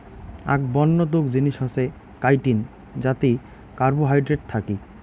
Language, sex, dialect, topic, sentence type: Bengali, male, Rajbangshi, agriculture, statement